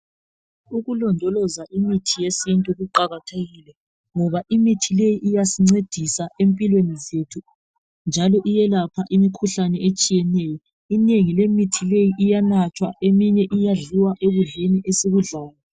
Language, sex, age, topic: North Ndebele, female, 36-49, health